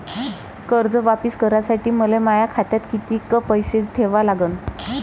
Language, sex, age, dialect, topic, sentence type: Marathi, female, 25-30, Varhadi, banking, question